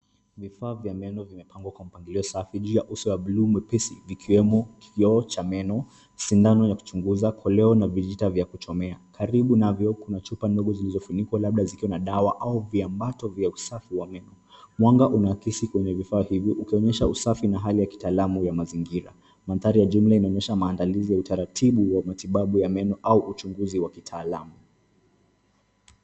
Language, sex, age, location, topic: Swahili, male, 18-24, Nairobi, health